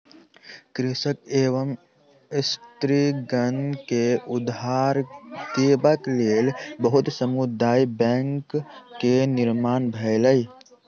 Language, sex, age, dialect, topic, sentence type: Maithili, male, 18-24, Southern/Standard, banking, statement